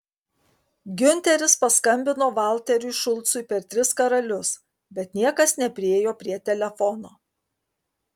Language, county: Lithuanian, Kaunas